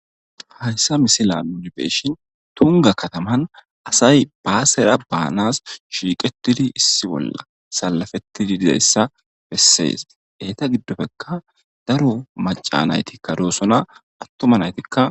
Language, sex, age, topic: Gamo, female, 25-35, government